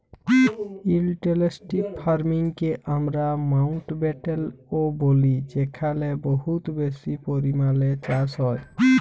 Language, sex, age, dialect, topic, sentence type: Bengali, male, 18-24, Jharkhandi, agriculture, statement